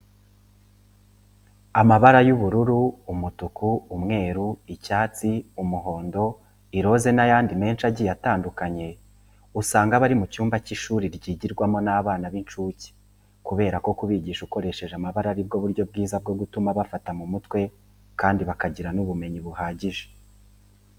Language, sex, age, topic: Kinyarwanda, male, 25-35, education